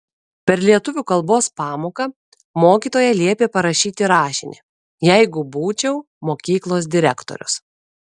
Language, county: Lithuanian, Kaunas